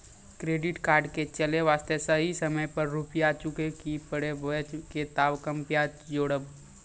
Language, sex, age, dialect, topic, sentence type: Maithili, male, 18-24, Angika, banking, question